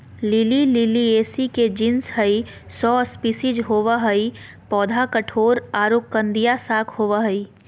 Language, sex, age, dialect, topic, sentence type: Magahi, female, 18-24, Southern, agriculture, statement